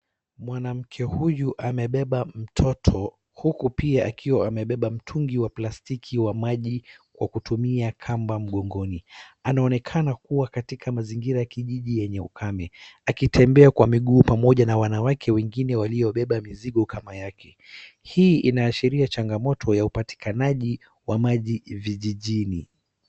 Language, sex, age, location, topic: Swahili, male, 36-49, Wajir, health